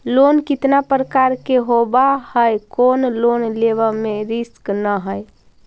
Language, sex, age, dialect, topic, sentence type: Magahi, female, 46-50, Central/Standard, banking, question